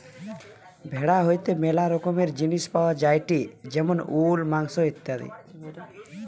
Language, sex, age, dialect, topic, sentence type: Bengali, male, 18-24, Western, agriculture, statement